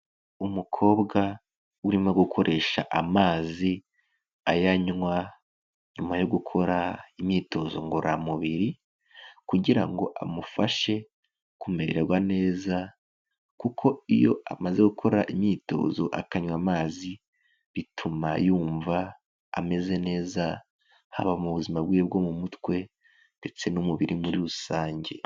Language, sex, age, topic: Kinyarwanda, male, 18-24, health